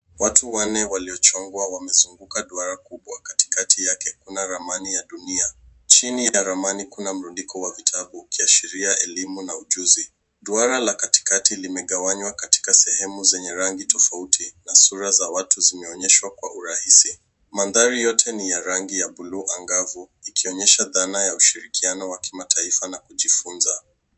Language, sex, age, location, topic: Swahili, male, 18-24, Nairobi, education